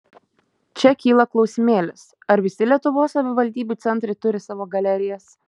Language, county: Lithuanian, Šiauliai